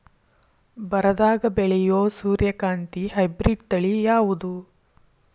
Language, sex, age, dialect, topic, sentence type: Kannada, female, 41-45, Dharwad Kannada, agriculture, question